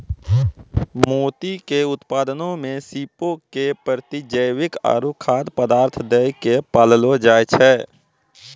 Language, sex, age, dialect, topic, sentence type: Maithili, male, 25-30, Angika, agriculture, statement